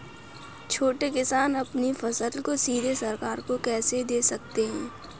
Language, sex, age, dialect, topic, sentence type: Hindi, female, 18-24, Kanauji Braj Bhasha, agriculture, question